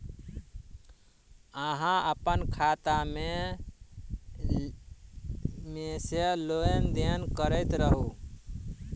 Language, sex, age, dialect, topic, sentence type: Maithili, male, 31-35, Southern/Standard, banking, question